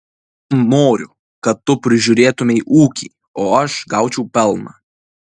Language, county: Lithuanian, Kaunas